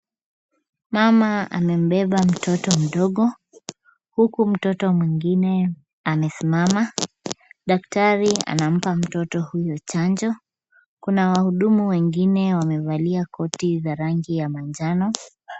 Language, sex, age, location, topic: Swahili, female, 25-35, Kisumu, health